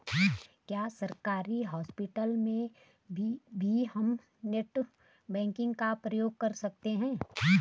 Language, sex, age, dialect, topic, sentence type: Hindi, female, 31-35, Garhwali, banking, question